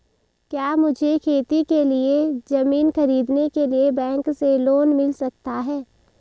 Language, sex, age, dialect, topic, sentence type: Hindi, female, 18-24, Marwari Dhudhari, agriculture, question